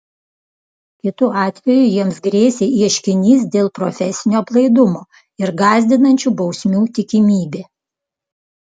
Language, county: Lithuanian, Klaipėda